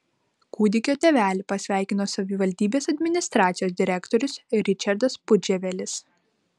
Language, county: Lithuanian, Vilnius